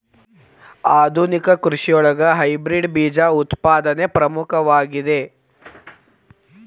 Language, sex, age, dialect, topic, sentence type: Kannada, male, 18-24, Dharwad Kannada, agriculture, statement